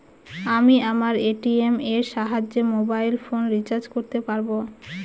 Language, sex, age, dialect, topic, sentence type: Bengali, female, 25-30, Northern/Varendri, banking, question